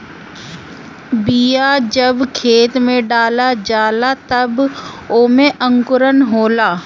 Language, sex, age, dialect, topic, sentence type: Bhojpuri, female, 31-35, Northern, agriculture, statement